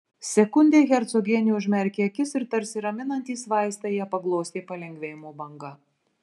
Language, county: Lithuanian, Marijampolė